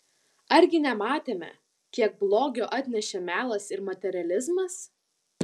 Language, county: Lithuanian, Vilnius